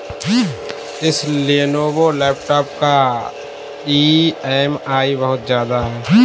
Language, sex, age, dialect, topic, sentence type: Hindi, male, 18-24, Kanauji Braj Bhasha, banking, statement